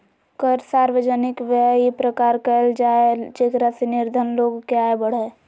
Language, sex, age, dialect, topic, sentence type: Magahi, female, 18-24, Southern, banking, statement